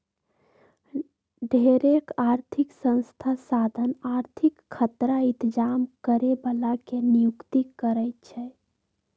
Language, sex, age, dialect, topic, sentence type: Magahi, female, 18-24, Western, banking, statement